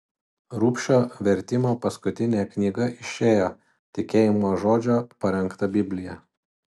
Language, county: Lithuanian, Utena